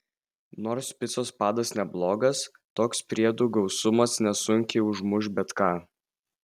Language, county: Lithuanian, Vilnius